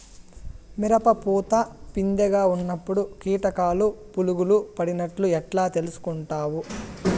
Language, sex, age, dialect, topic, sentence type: Telugu, male, 18-24, Southern, agriculture, question